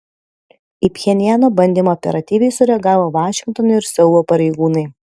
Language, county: Lithuanian, Panevėžys